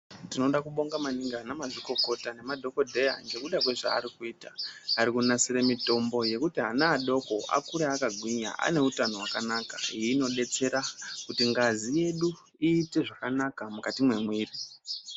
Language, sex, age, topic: Ndau, female, 36-49, health